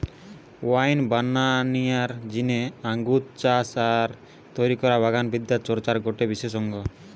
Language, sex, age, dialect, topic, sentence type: Bengali, male, 60-100, Western, agriculture, statement